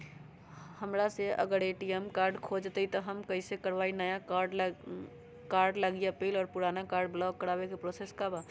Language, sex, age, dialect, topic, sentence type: Magahi, female, 31-35, Western, banking, question